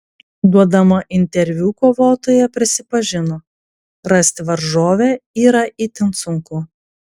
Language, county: Lithuanian, Klaipėda